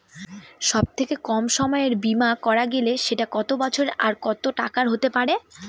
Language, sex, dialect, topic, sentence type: Bengali, female, Northern/Varendri, banking, question